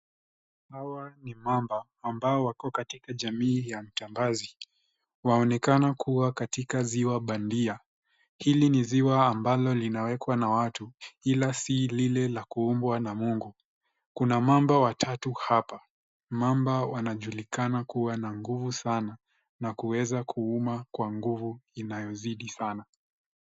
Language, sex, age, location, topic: Swahili, male, 18-24, Nairobi, government